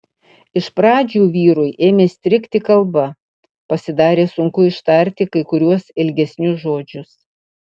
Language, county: Lithuanian, Utena